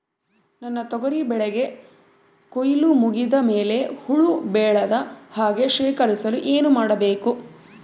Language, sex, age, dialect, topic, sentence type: Kannada, female, 31-35, Central, agriculture, question